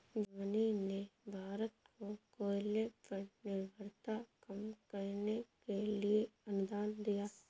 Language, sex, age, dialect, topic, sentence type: Hindi, female, 36-40, Awadhi Bundeli, banking, statement